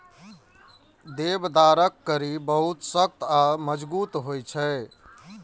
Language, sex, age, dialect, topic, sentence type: Maithili, male, 25-30, Eastern / Thethi, agriculture, statement